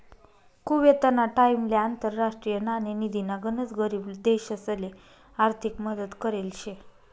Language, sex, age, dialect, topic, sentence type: Marathi, female, 31-35, Northern Konkan, banking, statement